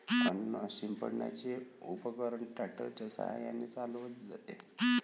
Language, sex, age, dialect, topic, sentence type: Marathi, male, 25-30, Varhadi, agriculture, statement